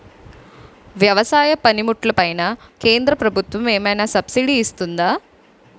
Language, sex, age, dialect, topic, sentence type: Telugu, female, 18-24, Utterandhra, agriculture, question